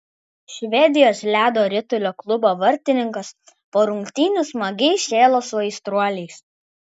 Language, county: Lithuanian, Kaunas